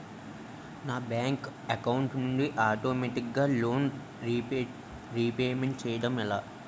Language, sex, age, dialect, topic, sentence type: Telugu, male, 18-24, Utterandhra, banking, question